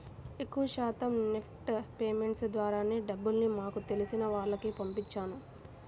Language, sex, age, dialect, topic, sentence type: Telugu, female, 18-24, Central/Coastal, banking, statement